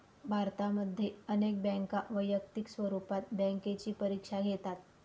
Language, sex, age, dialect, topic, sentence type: Marathi, female, 25-30, Northern Konkan, banking, statement